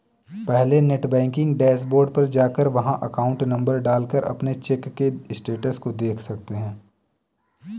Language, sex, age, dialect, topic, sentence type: Hindi, male, 18-24, Kanauji Braj Bhasha, banking, statement